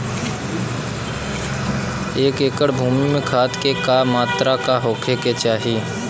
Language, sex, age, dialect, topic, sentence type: Bhojpuri, male, 25-30, Western, agriculture, question